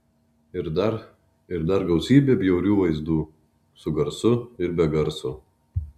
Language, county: Lithuanian, Marijampolė